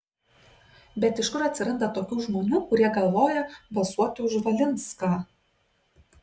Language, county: Lithuanian, Kaunas